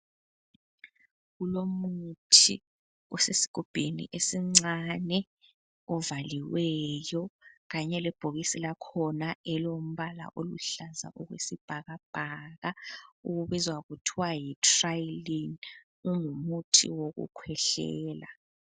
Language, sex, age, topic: North Ndebele, female, 25-35, health